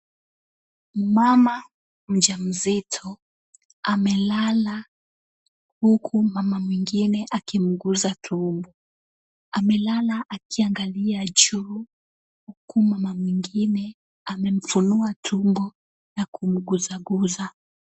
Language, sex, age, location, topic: Swahili, female, 18-24, Kisumu, health